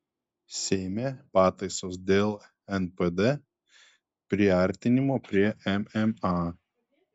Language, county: Lithuanian, Telšiai